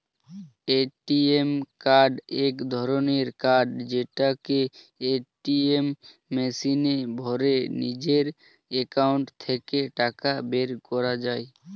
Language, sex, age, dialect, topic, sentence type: Bengali, male, 18-24, Standard Colloquial, banking, statement